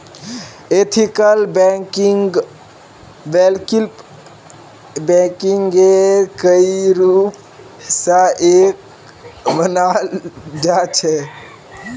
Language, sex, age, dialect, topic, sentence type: Magahi, male, 41-45, Northeastern/Surjapuri, banking, statement